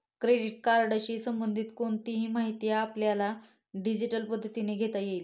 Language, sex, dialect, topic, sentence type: Marathi, female, Standard Marathi, banking, statement